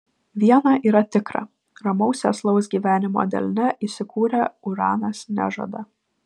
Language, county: Lithuanian, Vilnius